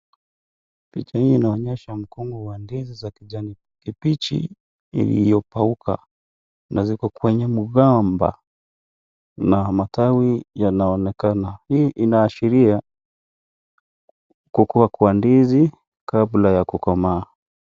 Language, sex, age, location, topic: Swahili, male, 25-35, Kisii, agriculture